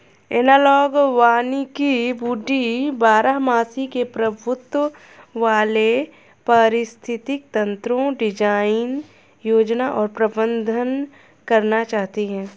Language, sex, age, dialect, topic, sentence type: Hindi, female, 31-35, Hindustani Malvi Khadi Boli, agriculture, statement